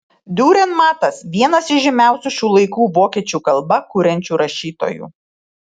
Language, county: Lithuanian, Šiauliai